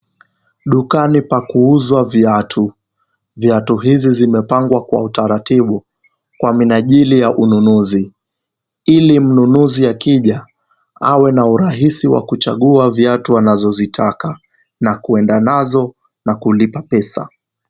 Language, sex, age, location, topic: Swahili, male, 18-24, Kisumu, finance